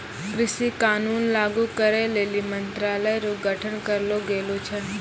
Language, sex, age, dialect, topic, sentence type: Maithili, female, 18-24, Angika, agriculture, statement